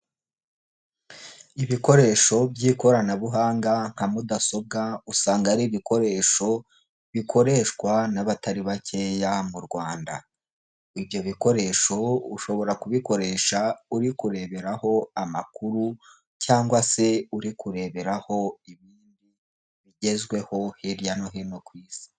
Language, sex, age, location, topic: Kinyarwanda, male, 18-24, Huye, health